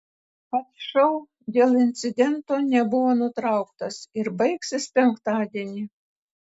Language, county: Lithuanian, Kaunas